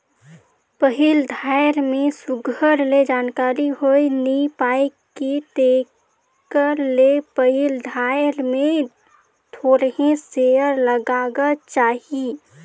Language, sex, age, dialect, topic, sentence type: Chhattisgarhi, female, 18-24, Northern/Bhandar, banking, statement